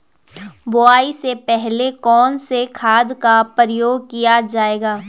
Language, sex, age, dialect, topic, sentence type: Hindi, female, 18-24, Garhwali, agriculture, question